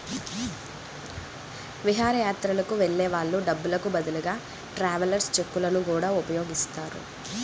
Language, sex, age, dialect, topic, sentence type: Telugu, female, 18-24, Central/Coastal, banking, statement